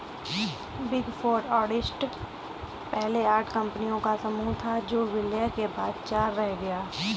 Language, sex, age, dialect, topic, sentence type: Hindi, female, 60-100, Kanauji Braj Bhasha, banking, statement